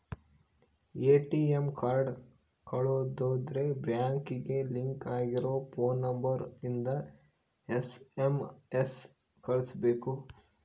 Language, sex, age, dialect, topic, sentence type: Kannada, male, 25-30, Central, banking, statement